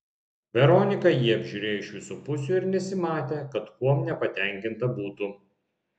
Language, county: Lithuanian, Vilnius